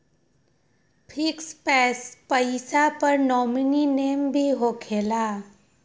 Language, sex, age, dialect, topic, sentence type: Magahi, female, 18-24, Western, banking, question